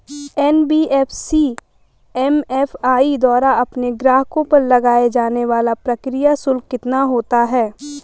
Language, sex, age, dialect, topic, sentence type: Hindi, female, 25-30, Hindustani Malvi Khadi Boli, banking, question